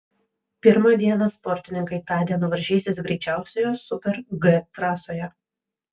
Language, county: Lithuanian, Vilnius